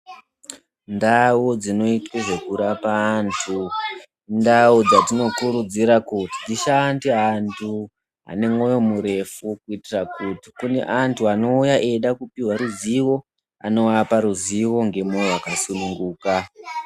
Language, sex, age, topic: Ndau, female, 25-35, health